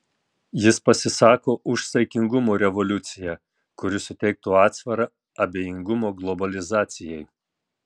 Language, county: Lithuanian, Tauragė